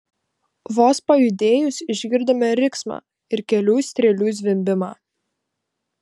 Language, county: Lithuanian, Vilnius